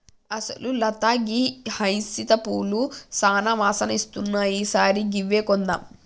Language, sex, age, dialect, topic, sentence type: Telugu, female, 18-24, Telangana, agriculture, statement